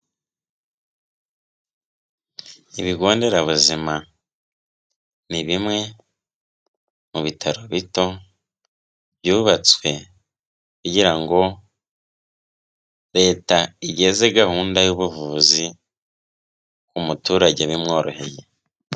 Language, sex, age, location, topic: Kinyarwanda, female, 18-24, Kigali, health